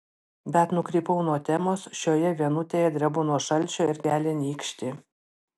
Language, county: Lithuanian, Panevėžys